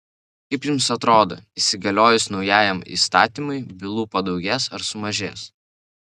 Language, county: Lithuanian, Vilnius